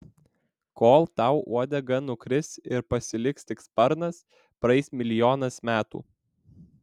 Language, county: Lithuanian, Vilnius